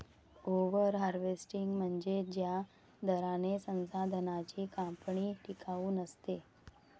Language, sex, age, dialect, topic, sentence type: Marathi, female, 60-100, Varhadi, agriculture, statement